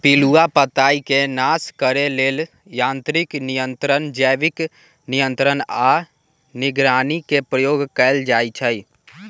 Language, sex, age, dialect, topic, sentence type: Magahi, male, 18-24, Western, agriculture, statement